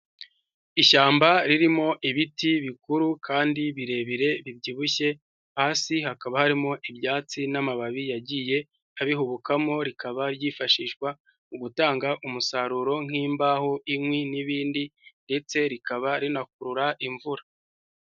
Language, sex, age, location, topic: Kinyarwanda, male, 18-24, Huye, agriculture